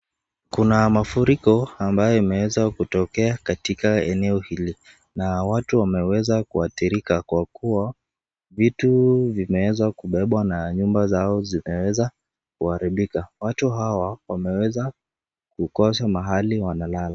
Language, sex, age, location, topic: Swahili, male, 18-24, Nakuru, health